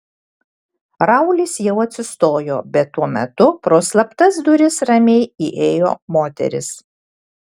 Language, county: Lithuanian, Alytus